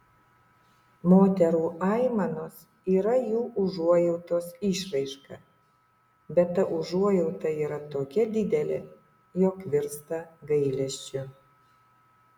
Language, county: Lithuanian, Utena